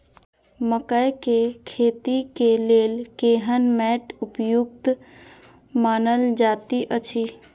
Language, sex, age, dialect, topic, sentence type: Maithili, female, 41-45, Eastern / Thethi, agriculture, question